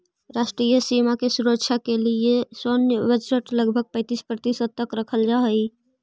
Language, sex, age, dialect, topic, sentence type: Magahi, female, 25-30, Central/Standard, banking, statement